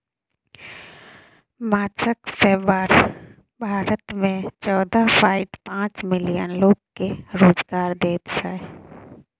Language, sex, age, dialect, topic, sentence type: Maithili, female, 31-35, Bajjika, agriculture, statement